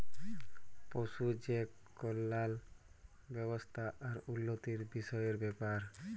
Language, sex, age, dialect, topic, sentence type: Bengali, male, 18-24, Jharkhandi, agriculture, statement